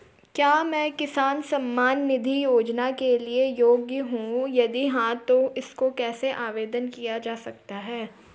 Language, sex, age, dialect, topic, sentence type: Hindi, female, 36-40, Garhwali, banking, question